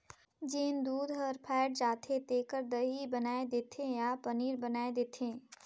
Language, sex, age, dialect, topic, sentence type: Chhattisgarhi, female, 18-24, Northern/Bhandar, agriculture, statement